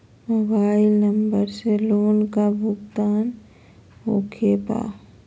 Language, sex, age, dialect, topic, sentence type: Magahi, female, 25-30, Southern, banking, question